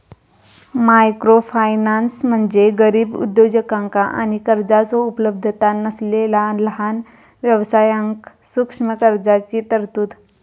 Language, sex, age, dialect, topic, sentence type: Marathi, female, 25-30, Southern Konkan, banking, statement